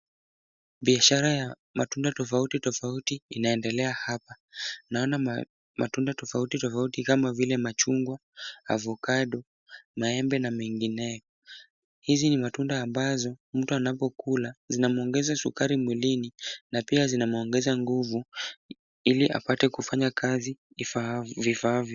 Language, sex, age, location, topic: Swahili, male, 18-24, Kisumu, finance